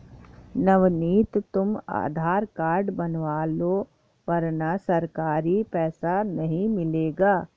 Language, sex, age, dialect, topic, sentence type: Hindi, female, 51-55, Awadhi Bundeli, agriculture, statement